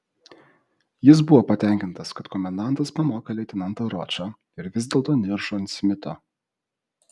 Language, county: Lithuanian, Vilnius